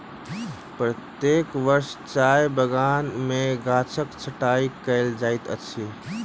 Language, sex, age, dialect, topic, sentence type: Maithili, male, 36-40, Southern/Standard, agriculture, statement